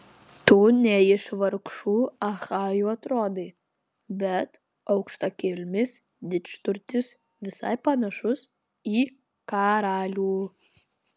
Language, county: Lithuanian, Klaipėda